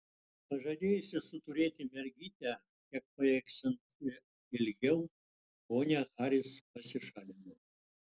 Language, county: Lithuanian, Utena